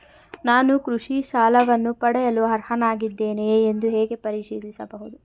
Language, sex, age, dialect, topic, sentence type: Kannada, female, 31-35, Mysore Kannada, banking, question